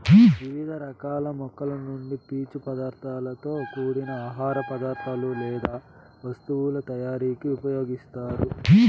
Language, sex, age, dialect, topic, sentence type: Telugu, male, 18-24, Southern, agriculture, statement